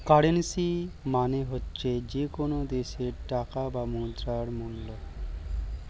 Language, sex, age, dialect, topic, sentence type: Bengali, male, 36-40, Standard Colloquial, banking, statement